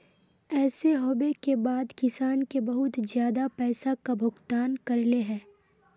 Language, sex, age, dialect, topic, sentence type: Magahi, female, 18-24, Northeastern/Surjapuri, agriculture, question